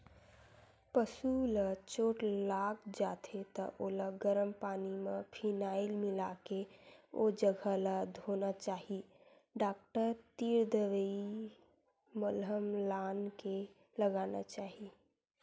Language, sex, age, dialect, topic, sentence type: Chhattisgarhi, female, 18-24, Western/Budati/Khatahi, agriculture, statement